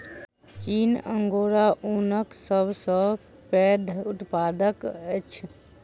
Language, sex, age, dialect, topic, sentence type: Maithili, female, 18-24, Southern/Standard, agriculture, statement